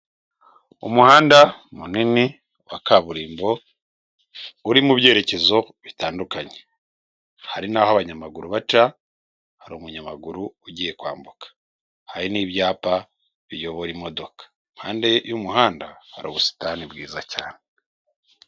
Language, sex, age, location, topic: Kinyarwanda, male, 36-49, Kigali, government